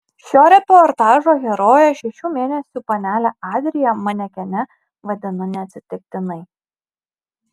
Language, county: Lithuanian, Marijampolė